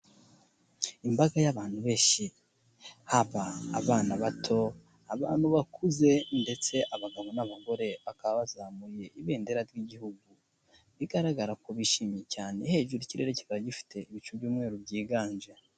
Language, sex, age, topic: Kinyarwanda, male, 25-35, health